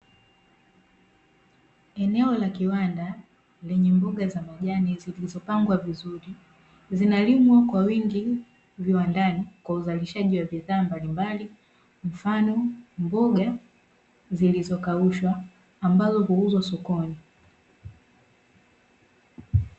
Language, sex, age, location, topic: Swahili, female, 18-24, Dar es Salaam, agriculture